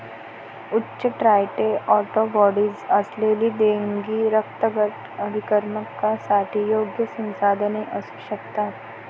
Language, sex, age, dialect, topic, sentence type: Marathi, female, 18-24, Varhadi, banking, statement